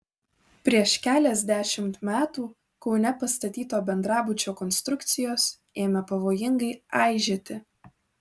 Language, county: Lithuanian, Vilnius